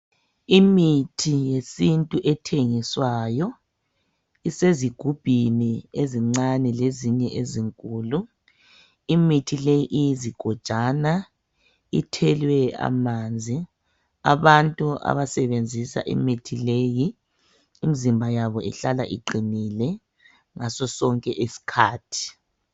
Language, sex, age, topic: North Ndebele, female, 25-35, health